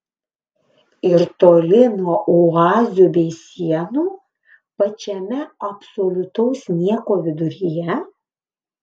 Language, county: Lithuanian, Panevėžys